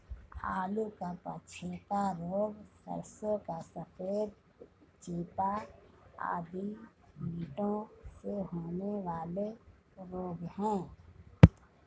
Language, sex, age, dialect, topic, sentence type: Hindi, female, 51-55, Marwari Dhudhari, agriculture, statement